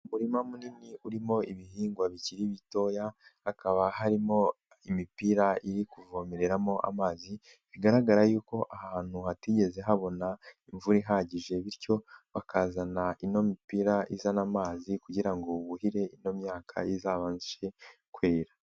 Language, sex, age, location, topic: Kinyarwanda, male, 18-24, Nyagatare, agriculture